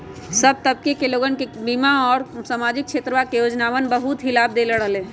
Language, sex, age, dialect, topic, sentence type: Magahi, female, 25-30, Western, banking, statement